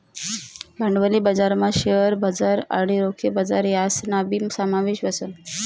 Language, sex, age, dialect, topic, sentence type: Marathi, female, 31-35, Northern Konkan, banking, statement